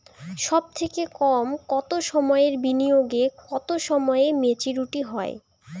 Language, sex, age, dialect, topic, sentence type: Bengali, female, 18-24, Rajbangshi, banking, question